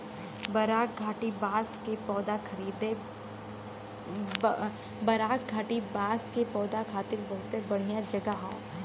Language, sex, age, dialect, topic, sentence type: Bhojpuri, female, 31-35, Western, agriculture, statement